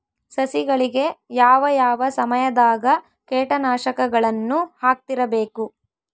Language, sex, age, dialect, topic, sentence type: Kannada, female, 18-24, Central, agriculture, question